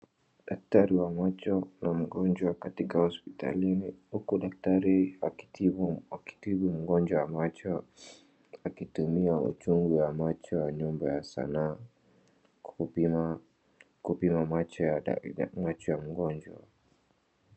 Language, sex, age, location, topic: Swahili, male, 25-35, Wajir, health